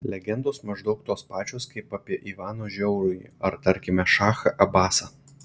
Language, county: Lithuanian, Šiauliai